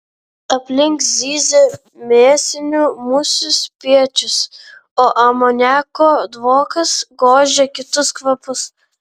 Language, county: Lithuanian, Vilnius